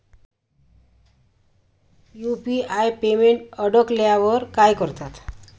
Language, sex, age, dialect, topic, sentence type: Marathi, female, 56-60, Standard Marathi, banking, question